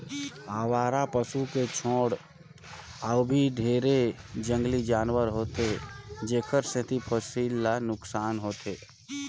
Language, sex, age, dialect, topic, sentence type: Chhattisgarhi, male, 31-35, Northern/Bhandar, agriculture, statement